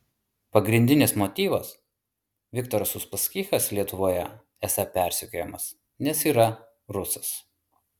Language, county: Lithuanian, Vilnius